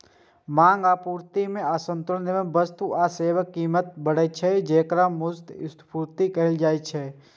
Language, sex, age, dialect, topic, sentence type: Maithili, male, 18-24, Eastern / Thethi, banking, statement